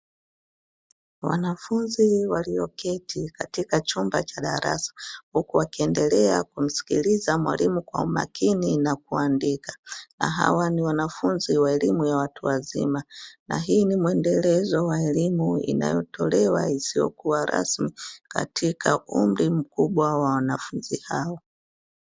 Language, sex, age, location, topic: Swahili, female, 36-49, Dar es Salaam, education